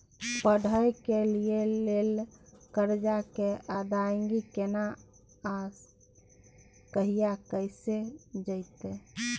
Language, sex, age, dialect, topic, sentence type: Maithili, female, 41-45, Bajjika, banking, question